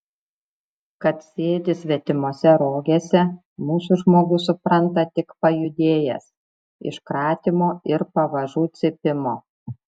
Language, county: Lithuanian, Šiauliai